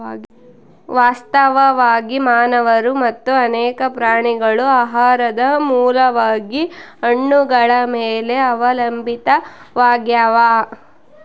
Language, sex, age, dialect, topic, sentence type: Kannada, female, 56-60, Central, agriculture, statement